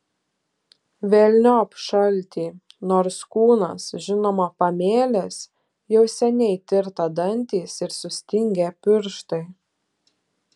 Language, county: Lithuanian, Telšiai